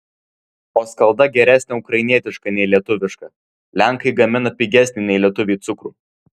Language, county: Lithuanian, Vilnius